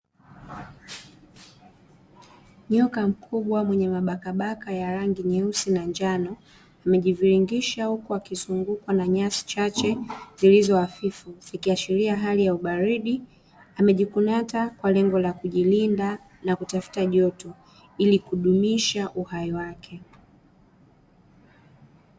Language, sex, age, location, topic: Swahili, female, 25-35, Dar es Salaam, agriculture